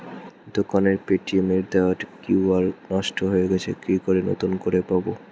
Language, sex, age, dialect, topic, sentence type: Bengali, male, 18-24, Standard Colloquial, banking, question